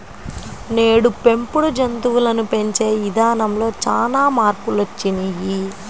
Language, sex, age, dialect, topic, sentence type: Telugu, female, 25-30, Central/Coastal, agriculture, statement